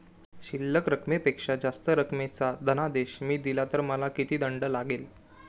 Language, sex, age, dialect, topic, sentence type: Marathi, male, 18-24, Standard Marathi, banking, question